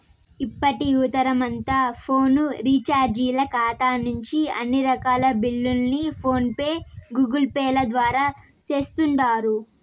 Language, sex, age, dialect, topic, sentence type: Telugu, female, 18-24, Southern, banking, statement